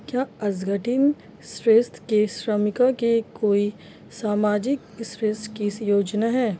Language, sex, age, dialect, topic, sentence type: Hindi, female, 25-30, Marwari Dhudhari, banking, question